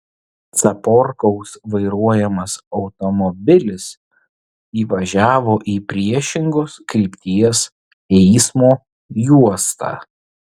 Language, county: Lithuanian, Vilnius